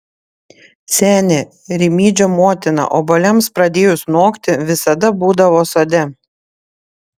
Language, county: Lithuanian, Panevėžys